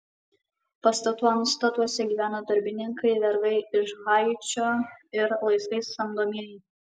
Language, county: Lithuanian, Kaunas